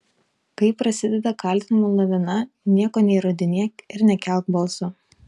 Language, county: Lithuanian, Telšiai